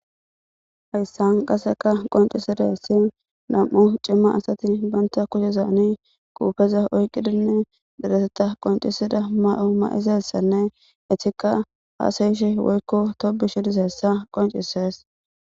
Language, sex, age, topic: Gamo, female, 18-24, government